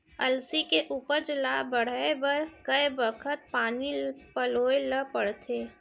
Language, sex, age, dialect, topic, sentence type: Chhattisgarhi, female, 60-100, Central, agriculture, question